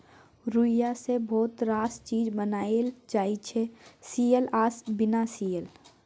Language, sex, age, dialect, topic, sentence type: Maithili, female, 18-24, Bajjika, agriculture, statement